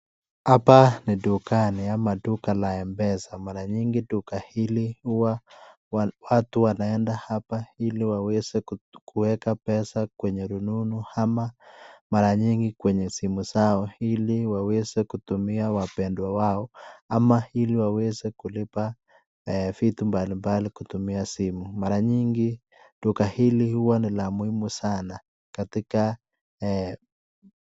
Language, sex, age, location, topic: Swahili, male, 25-35, Nakuru, finance